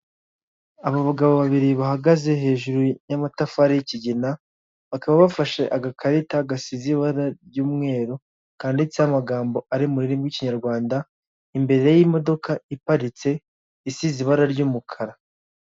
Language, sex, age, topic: Kinyarwanda, male, 18-24, finance